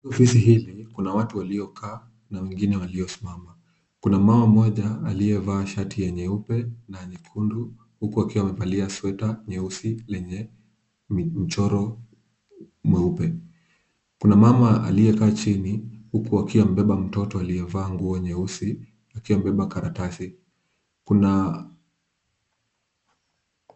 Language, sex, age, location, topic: Swahili, male, 25-35, Kisumu, government